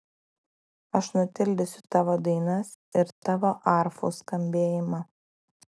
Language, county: Lithuanian, Klaipėda